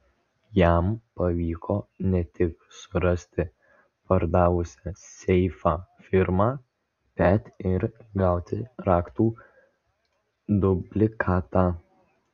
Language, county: Lithuanian, Vilnius